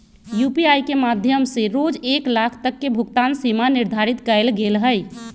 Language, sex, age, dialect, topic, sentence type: Magahi, female, 31-35, Western, banking, statement